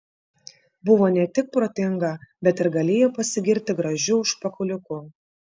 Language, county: Lithuanian, Šiauliai